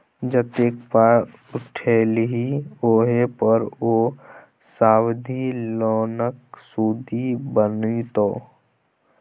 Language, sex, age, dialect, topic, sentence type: Maithili, male, 18-24, Bajjika, banking, statement